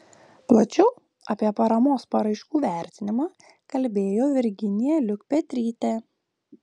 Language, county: Lithuanian, Vilnius